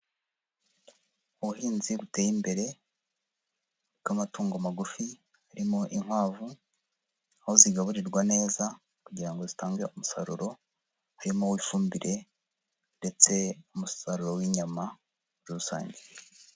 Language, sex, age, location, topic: Kinyarwanda, female, 25-35, Huye, agriculture